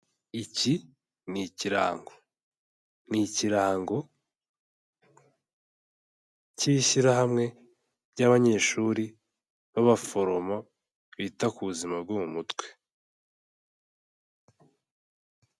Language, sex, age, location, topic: Kinyarwanda, male, 18-24, Kigali, health